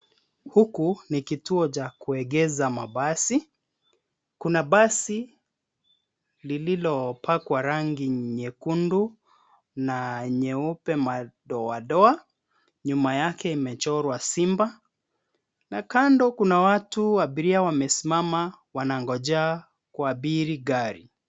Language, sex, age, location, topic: Swahili, male, 36-49, Nairobi, government